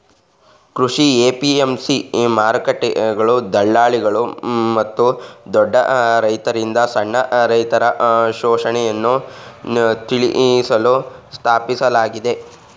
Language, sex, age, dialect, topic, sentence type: Kannada, male, 36-40, Mysore Kannada, agriculture, statement